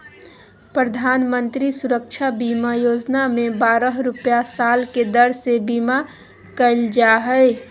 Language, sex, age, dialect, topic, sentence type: Magahi, female, 25-30, Southern, banking, statement